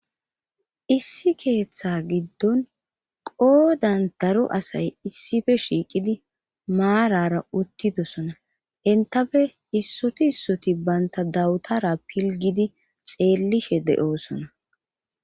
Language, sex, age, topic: Gamo, female, 25-35, government